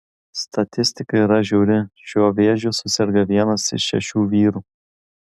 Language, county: Lithuanian, Kaunas